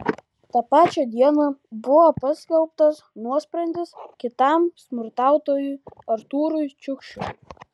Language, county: Lithuanian, Kaunas